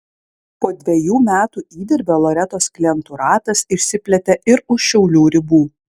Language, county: Lithuanian, Klaipėda